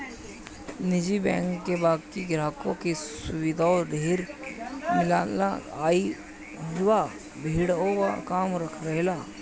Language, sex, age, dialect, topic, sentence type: Bhojpuri, male, 25-30, Northern, banking, statement